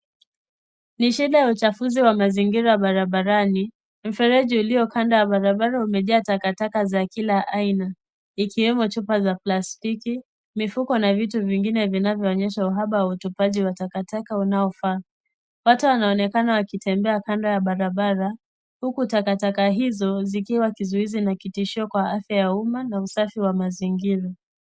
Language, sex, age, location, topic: Swahili, female, 18-24, Kisii, government